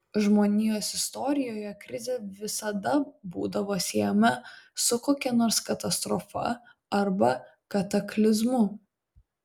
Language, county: Lithuanian, Vilnius